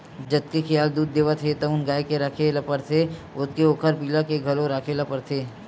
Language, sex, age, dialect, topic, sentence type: Chhattisgarhi, male, 60-100, Western/Budati/Khatahi, agriculture, statement